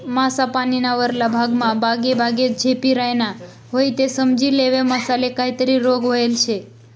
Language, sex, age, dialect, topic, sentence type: Marathi, female, 25-30, Northern Konkan, agriculture, statement